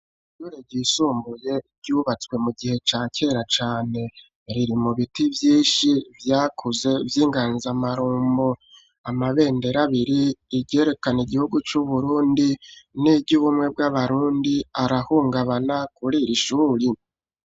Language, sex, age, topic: Rundi, male, 36-49, education